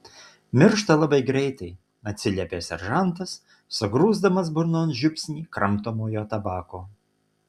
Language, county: Lithuanian, Utena